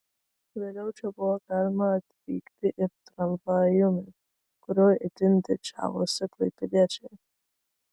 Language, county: Lithuanian, Vilnius